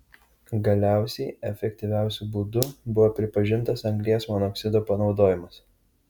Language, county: Lithuanian, Kaunas